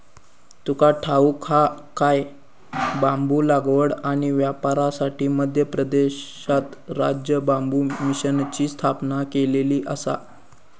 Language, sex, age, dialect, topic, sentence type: Marathi, male, 18-24, Southern Konkan, agriculture, statement